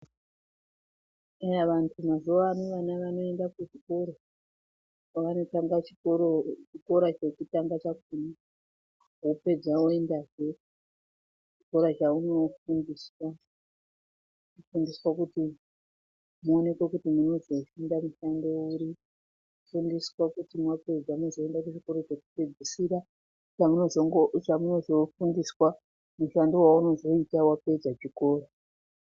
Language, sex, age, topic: Ndau, female, 36-49, education